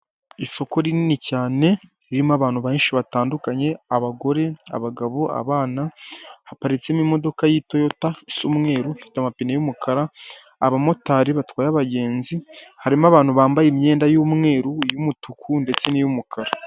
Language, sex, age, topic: Kinyarwanda, male, 18-24, finance